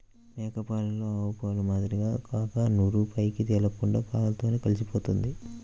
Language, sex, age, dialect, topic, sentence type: Telugu, male, 31-35, Central/Coastal, agriculture, statement